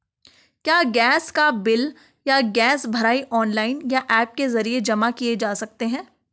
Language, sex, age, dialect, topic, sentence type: Hindi, female, 25-30, Garhwali, banking, question